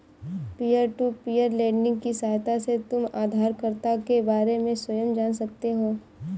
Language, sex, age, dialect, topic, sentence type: Hindi, female, 18-24, Kanauji Braj Bhasha, banking, statement